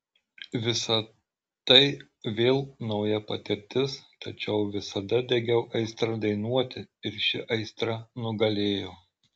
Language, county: Lithuanian, Marijampolė